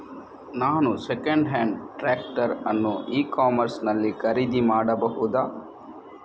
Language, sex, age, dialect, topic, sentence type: Kannada, male, 31-35, Coastal/Dakshin, agriculture, question